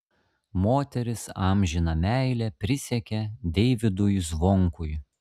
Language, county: Lithuanian, Šiauliai